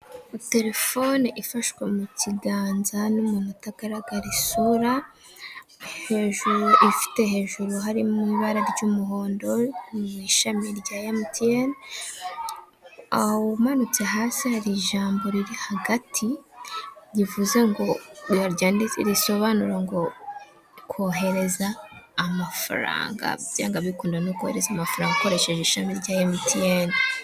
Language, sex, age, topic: Kinyarwanda, female, 18-24, finance